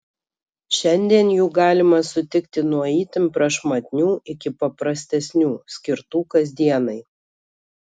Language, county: Lithuanian, Kaunas